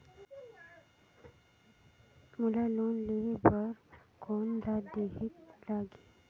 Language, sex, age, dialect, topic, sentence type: Chhattisgarhi, female, 18-24, Northern/Bhandar, banking, question